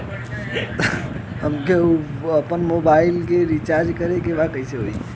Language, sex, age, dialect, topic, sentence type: Bhojpuri, male, 18-24, Western, banking, question